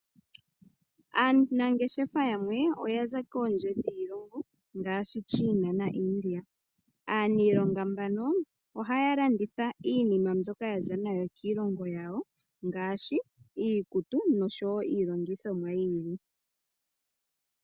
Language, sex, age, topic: Oshiwambo, female, 18-24, finance